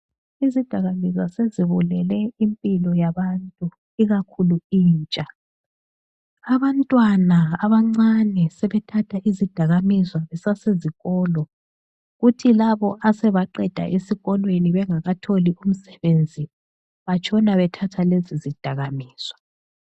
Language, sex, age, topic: North Ndebele, female, 36-49, health